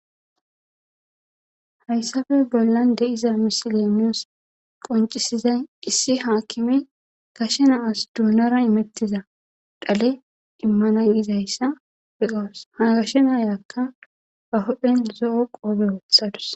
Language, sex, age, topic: Gamo, female, 25-35, government